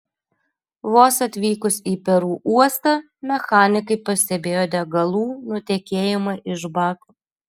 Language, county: Lithuanian, Alytus